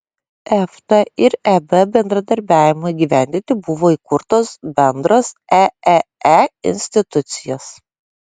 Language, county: Lithuanian, Klaipėda